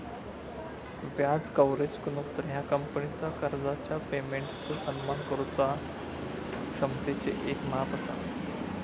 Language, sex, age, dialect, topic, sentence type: Marathi, male, 25-30, Southern Konkan, banking, statement